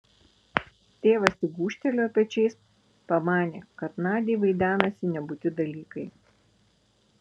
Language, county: Lithuanian, Vilnius